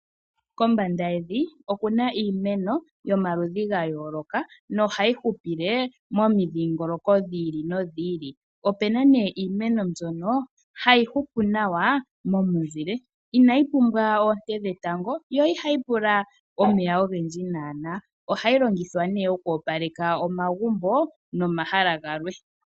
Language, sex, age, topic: Oshiwambo, female, 25-35, finance